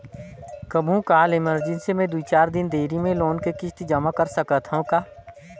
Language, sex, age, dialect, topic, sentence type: Chhattisgarhi, male, 18-24, Northern/Bhandar, banking, question